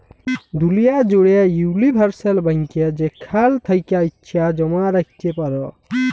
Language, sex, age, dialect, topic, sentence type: Bengali, male, 18-24, Jharkhandi, banking, statement